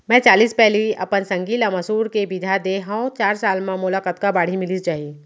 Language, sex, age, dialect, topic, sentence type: Chhattisgarhi, female, 25-30, Central, agriculture, question